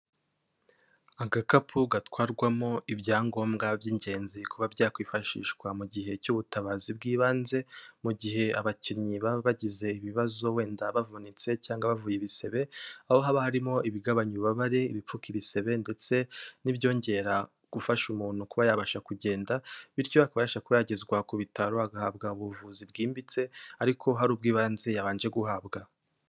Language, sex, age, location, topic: Kinyarwanda, male, 18-24, Kigali, health